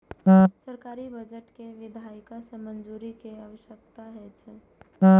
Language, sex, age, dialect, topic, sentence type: Maithili, female, 18-24, Eastern / Thethi, banking, statement